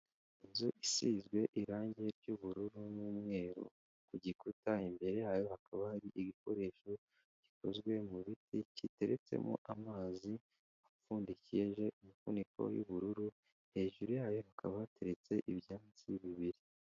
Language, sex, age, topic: Kinyarwanda, male, 18-24, finance